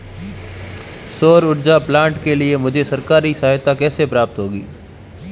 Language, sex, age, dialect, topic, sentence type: Hindi, male, 18-24, Marwari Dhudhari, agriculture, question